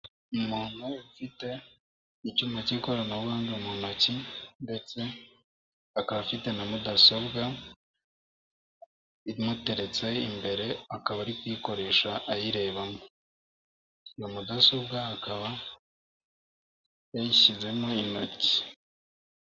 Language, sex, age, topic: Kinyarwanda, male, 18-24, government